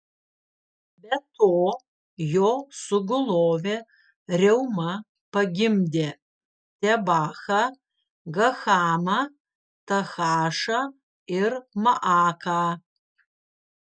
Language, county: Lithuanian, Vilnius